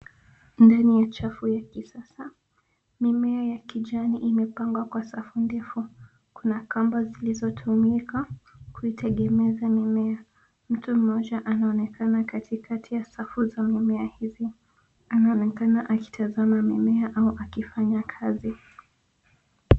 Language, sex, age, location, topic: Swahili, female, 18-24, Nairobi, agriculture